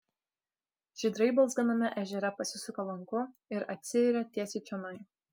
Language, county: Lithuanian, Kaunas